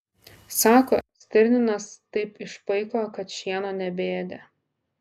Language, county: Lithuanian, Klaipėda